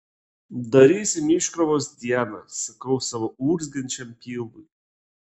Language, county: Lithuanian, Klaipėda